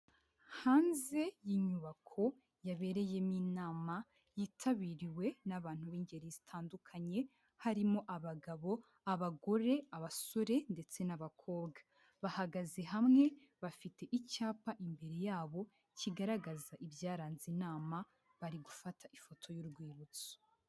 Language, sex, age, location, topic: Kinyarwanda, female, 18-24, Huye, health